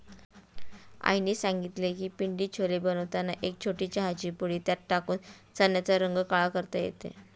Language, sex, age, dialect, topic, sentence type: Marathi, female, 31-35, Standard Marathi, agriculture, statement